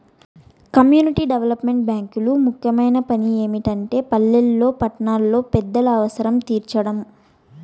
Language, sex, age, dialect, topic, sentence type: Telugu, female, 25-30, Southern, banking, statement